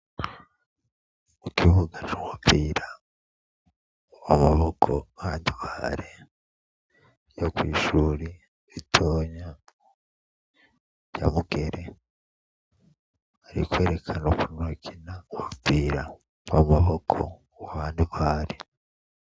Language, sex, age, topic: Rundi, male, 36-49, education